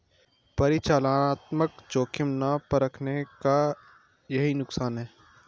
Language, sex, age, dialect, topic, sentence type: Hindi, male, 25-30, Garhwali, banking, statement